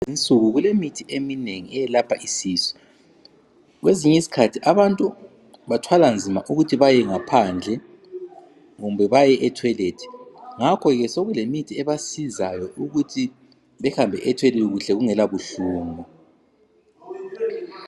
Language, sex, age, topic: North Ndebele, female, 36-49, health